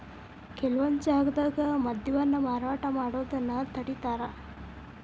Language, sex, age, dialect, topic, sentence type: Kannada, female, 25-30, Dharwad Kannada, banking, statement